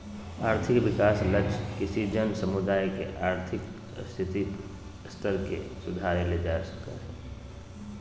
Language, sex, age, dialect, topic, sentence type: Magahi, male, 18-24, Southern, banking, statement